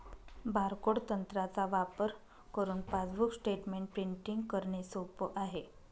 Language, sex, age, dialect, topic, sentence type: Marathi, female, 25-30, Northern Konkan, banking, statement